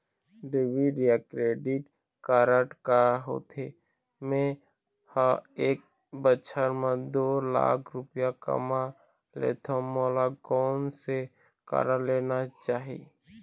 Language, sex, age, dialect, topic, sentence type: Chhattisgarhi, male, 25-30, Eastern, banking, question